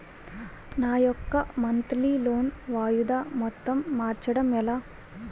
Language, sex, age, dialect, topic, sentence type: Telugu, female, 41-45, Utterandhra, banking, question